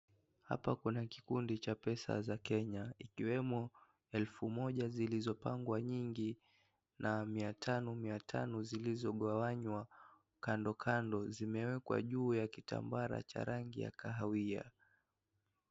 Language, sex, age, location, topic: Swahili, male, 18-24, Kisii, finance